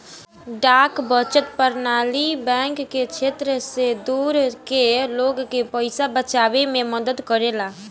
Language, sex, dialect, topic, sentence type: Bhojpuri, female, Southern / Standard, banking, statement